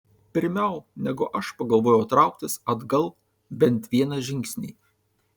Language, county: Lithuanian, Tauragė